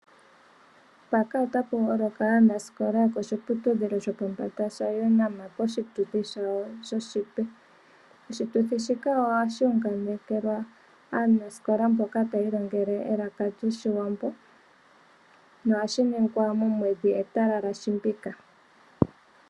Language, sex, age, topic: Oshiwambo, female, 25-35, agriculture